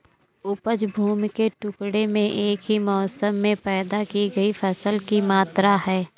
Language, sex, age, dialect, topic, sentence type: Hindi, female, 25-30, Awadhi Bundeli, banking, statement